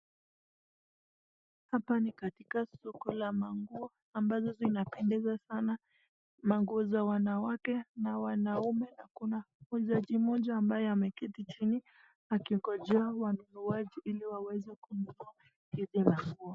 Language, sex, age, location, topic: Swahili, female, 25-35, Nakuru, finance